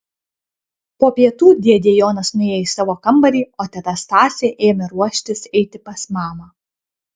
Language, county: Lithuanian, Kaunas